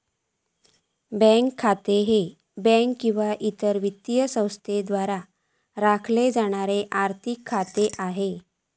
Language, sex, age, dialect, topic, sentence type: Marathi, female, 41-45, Southern Konkan, banking, statement